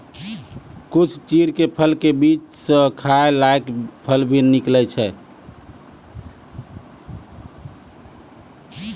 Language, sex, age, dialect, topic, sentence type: Maithili, male, 25-30, Angika, agriculture, statement